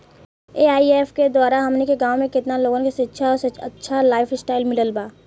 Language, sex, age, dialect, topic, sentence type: Bhojpuri, female, 18-24, Southern / Standard, banking, question